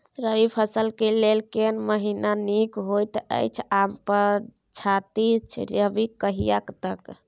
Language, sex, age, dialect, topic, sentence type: Maithili, female, 18-24, Bajjika, agriculture, question